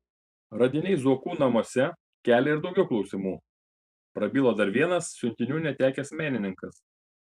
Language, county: Lithuanian, Panevėžys